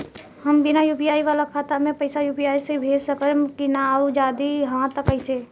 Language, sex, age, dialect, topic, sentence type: Bhojpuri, female, 18-24, Southern / Standard, banking, question